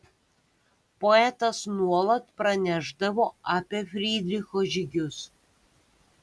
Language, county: Lithuanian, Kaunas